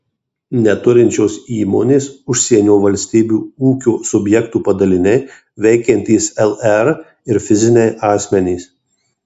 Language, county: Lithuanian, Marijampolė